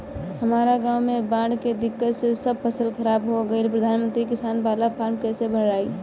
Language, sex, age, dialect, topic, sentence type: Bhojpuri, female, 18-24, Northern, banking, question